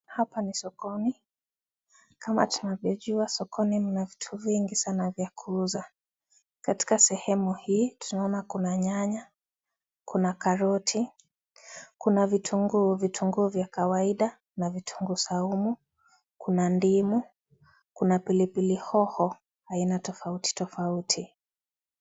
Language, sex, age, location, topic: Swahili, female, 25-35, Kisii, finance